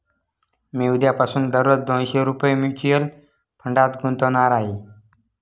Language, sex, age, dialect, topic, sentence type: Marathi, male, 18-24, Standard Marathi, banking, statement